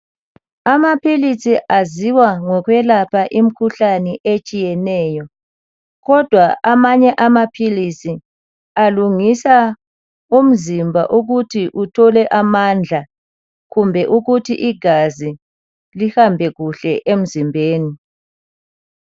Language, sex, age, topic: North Ndebele, male, 50+, health